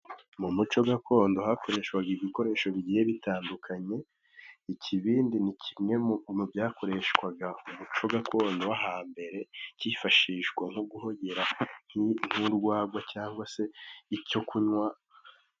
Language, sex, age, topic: Kinyarwanda, male, 18-24, government